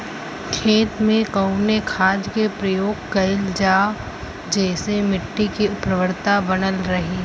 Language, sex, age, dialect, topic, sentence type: Bhojpuri, female, <18, Western, agriculture, question